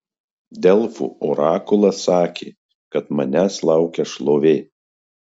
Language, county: Lithuanian, Marijampolė